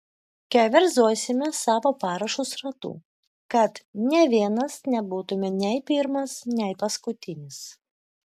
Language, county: Lithuanian, Vilnius